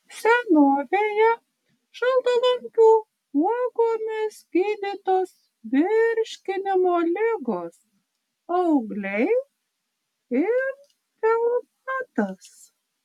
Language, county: Lithuanian, Panevėžys